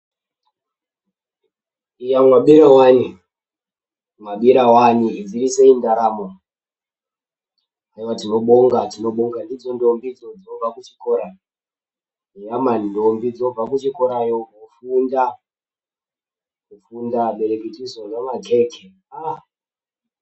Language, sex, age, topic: Ndau, male, 18-24, education